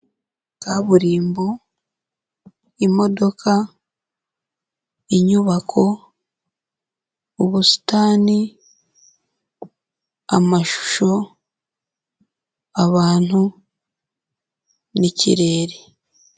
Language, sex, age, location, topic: Kinyarwanda, female, 18-24, Huye, government